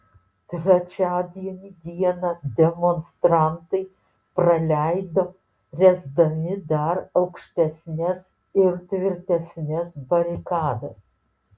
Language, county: Lithuanian, Alytus